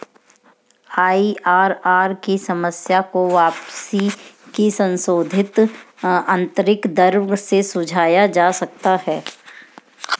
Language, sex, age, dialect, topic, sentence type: Hindi, female, 31-35, Marwari Dhudhari, banking, statement